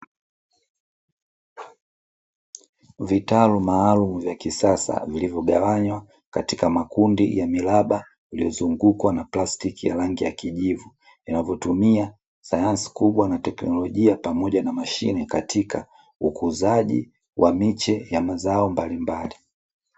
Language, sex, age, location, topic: Swahili, male, 18-24, Dar es Salaam, agriculture